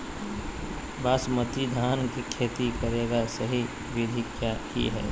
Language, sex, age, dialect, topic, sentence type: Magahi, male, 18-24, Southern, agriculture, question